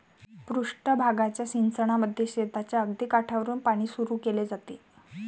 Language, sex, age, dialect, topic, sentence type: Marathi, female, 18-24, Varhadi, agriculture, statement